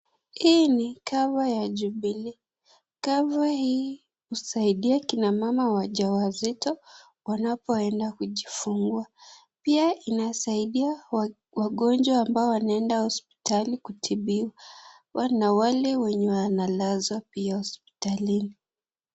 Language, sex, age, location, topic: Swahili, female, 25-35, Nakuru, finance